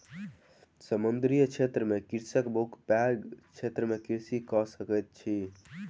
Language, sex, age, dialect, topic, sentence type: Maithili, male, 18-24, Southern/Standard, agriculture, statement